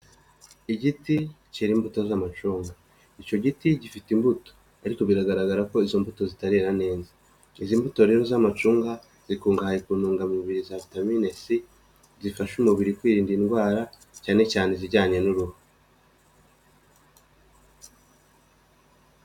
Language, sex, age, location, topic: Kinyarwanda, male, 25-35, Nyagatare, agriculture